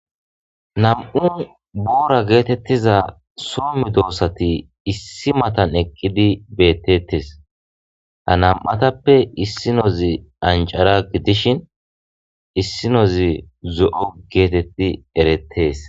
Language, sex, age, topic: Gamo, male, 25-35, agriculture